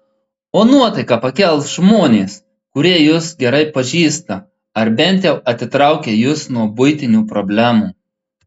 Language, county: Lithuanian, Marijampolė